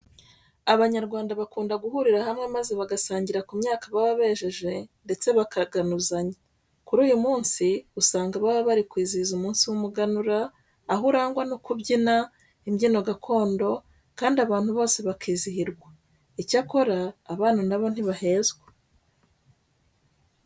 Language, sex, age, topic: Kinyarwanda, female, 36-49, education